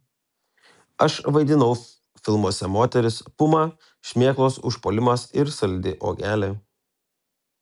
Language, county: Lithuanian, Telšiai